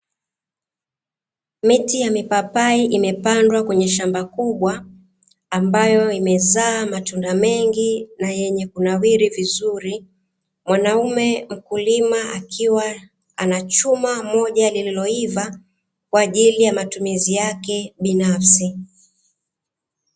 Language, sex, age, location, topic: Swahili, female, 36-49, Dar es Salaam, agriculture